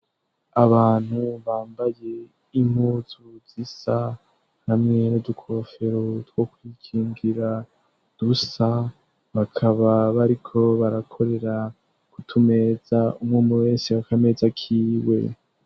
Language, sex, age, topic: Rundi, male, 18-24, education